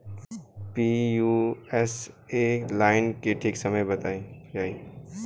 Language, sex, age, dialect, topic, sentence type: Bhojpuri, male, 18-24, Southern / Standard, agriculture, question